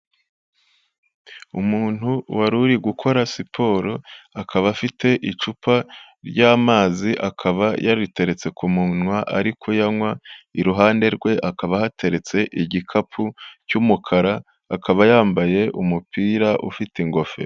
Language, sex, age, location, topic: Kinyarwanda, male, 25-35, Kigali, health